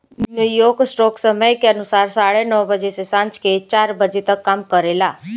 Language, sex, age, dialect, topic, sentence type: Bhojpuri, female, 18-24, Southern / Standard, banking, statement